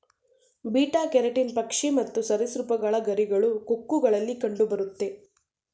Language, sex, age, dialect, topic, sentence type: Kannada, female, 18-24, Mysore Kannada, agriculture, statement